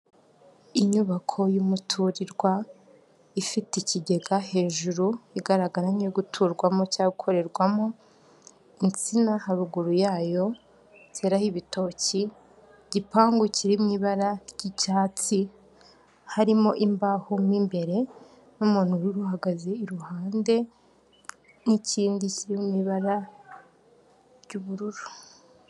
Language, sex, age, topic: Kinyarwanda, female, 18-24, government